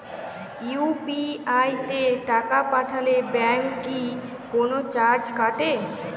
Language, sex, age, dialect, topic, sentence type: Bengali, female, 18-24, Jharkhandi, banking, question